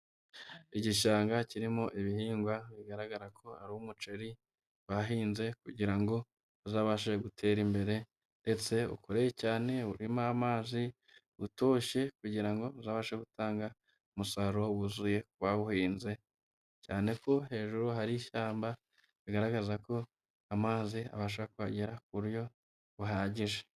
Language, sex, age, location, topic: Kinyarwanda, male, 25-35, Huye, agriculture